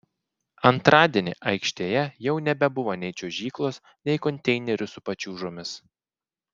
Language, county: Lithuanian, Klaipėda